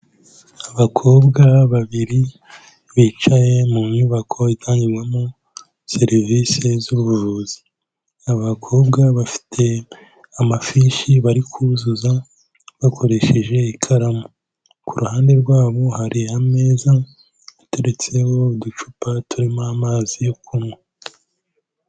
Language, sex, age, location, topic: Kinyarwanda, male, 18-24, Kigali, health